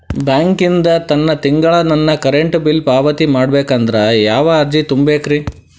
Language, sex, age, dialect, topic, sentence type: Kannada, male, 41-45, Dharwad Kannada, banking, question